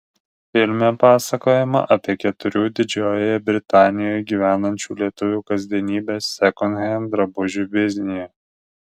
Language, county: Lithuanian, Vilnius